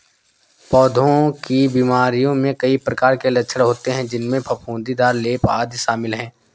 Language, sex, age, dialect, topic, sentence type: Hindi, male, 51-55, Awadhi Bundeli, agriculture, statement